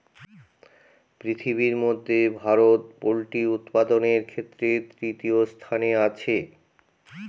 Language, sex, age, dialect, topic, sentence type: Bengali, male, 46-50, Northern/Varendri, agriculture, statement